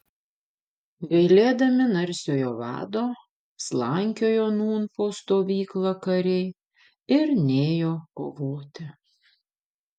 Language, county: Lithuanian, Panevėžys